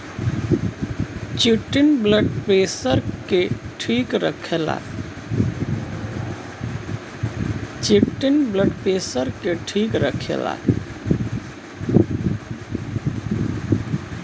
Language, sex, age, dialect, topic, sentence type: Bhojpuri, male, 41-45, Western, agriculture, statement